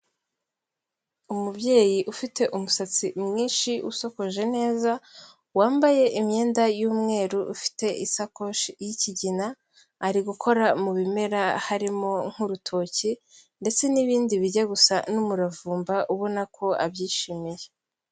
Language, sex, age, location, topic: Kinyarwanda, female, 18-24, Kigali, health